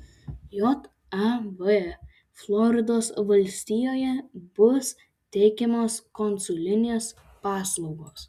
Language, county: Lithuanian, Alytus